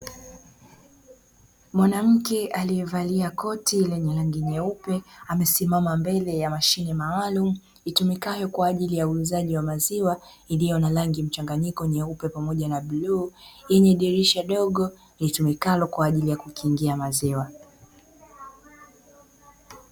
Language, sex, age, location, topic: Swahili, female, 25-35, Dar es Salaam, finance